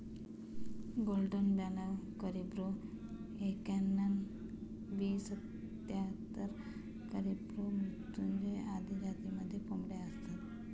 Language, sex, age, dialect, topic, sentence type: Marathi, female, 31-35, Standard Marathi, agriculture, statement